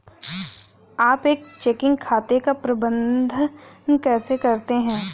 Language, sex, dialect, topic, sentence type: Hindi, female, Hindustani Malvi Khadi Boli, banking, question